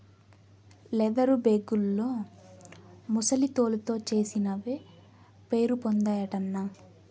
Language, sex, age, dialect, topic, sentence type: Telugu, female, 18-24, Southern, agriculture, statement